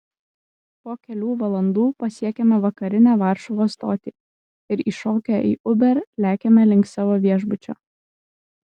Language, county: Lithuanian, Kaunas